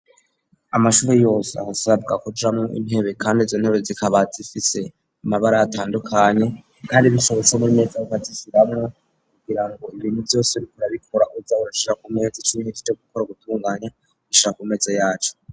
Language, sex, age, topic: Rundi, male, 36-49, education